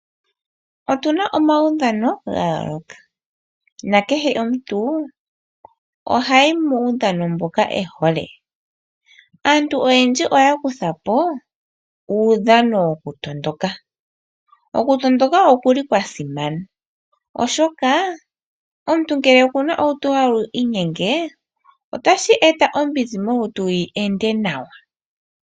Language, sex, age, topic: Oshiwambo, female, 18-24, finance